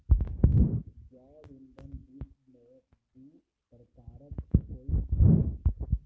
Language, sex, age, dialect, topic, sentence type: Maithili, male, 18-24, Southern/Standard, agriculture, statement